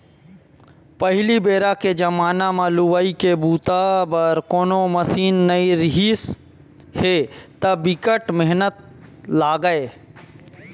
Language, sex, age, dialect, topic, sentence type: Chhattisgarhi, male, 25-30, Western/Budati/Khatahi, agriculture, statement